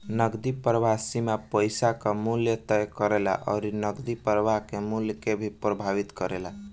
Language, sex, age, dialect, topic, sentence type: Bhojpuri, male, <18, Northern, banking, statement